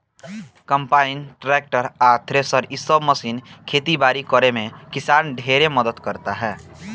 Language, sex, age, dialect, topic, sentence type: Bhojpuri, male, <18, Southern / Standard, agriculture, statement